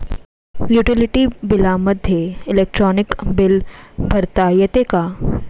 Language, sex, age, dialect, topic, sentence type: Marathi, female, 41-45, Standard Marathi, banking, question